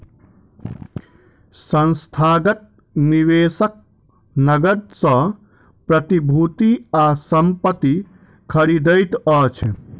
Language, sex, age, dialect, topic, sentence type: Maithili, male, 25-30, Southern/Standard, banking, statement